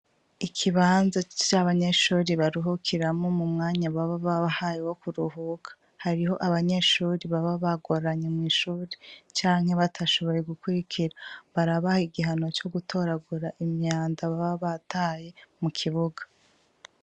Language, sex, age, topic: Rundi, female, 25-35, education